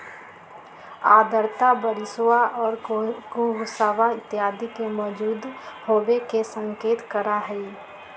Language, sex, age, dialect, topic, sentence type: Magahi, female, 36-40, Western, agriculture, statement